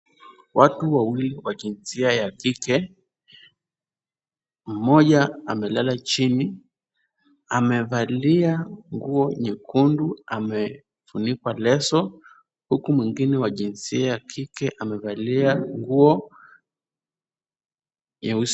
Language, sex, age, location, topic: Swahili, male, 18-24, Kisumu, health